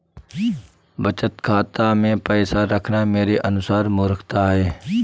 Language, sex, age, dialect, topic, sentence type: Hindi, male, 18-24, Awadhi Bundeli, banking, statement